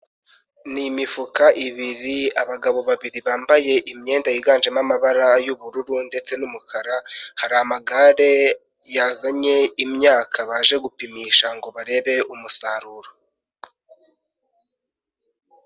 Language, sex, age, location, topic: Kinyarwanda, male, 25-35, Nyagatare, finance